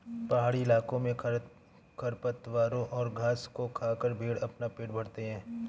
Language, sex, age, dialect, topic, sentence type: Hindi, male, 18-24, Awadhi Bundeli, agriculture, statement